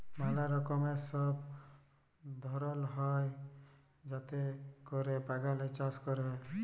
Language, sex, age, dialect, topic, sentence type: Bengali, male, 18-24, Jharkhandi, agriculture, statement